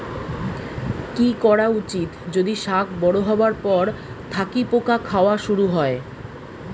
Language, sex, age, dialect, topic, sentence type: Bengali, female, 36-40, Rajbangshi, agriculture, question